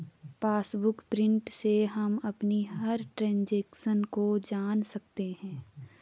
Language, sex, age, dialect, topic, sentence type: Hindi, female, 18-24, Garhwali, banking, statement